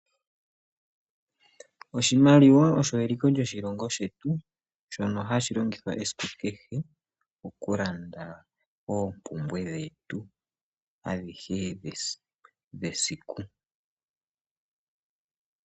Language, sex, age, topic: Oshiwambo, male, 25-35, finance